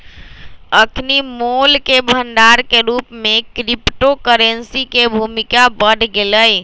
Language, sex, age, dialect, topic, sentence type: Magahi, male, 25-30, Western, banking, statement